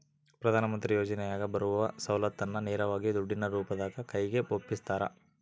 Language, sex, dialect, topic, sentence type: Kannada, male, Central, banking, question